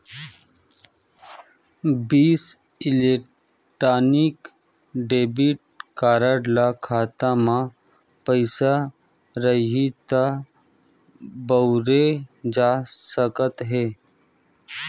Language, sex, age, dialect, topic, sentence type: Chhattisgarhi, male, 18-24, Western/Budati/Khatahi, banking, statement